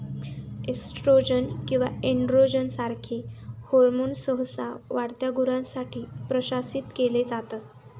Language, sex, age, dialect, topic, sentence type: Marathi, female, 18-24, Northern Konkan, agriculture, statement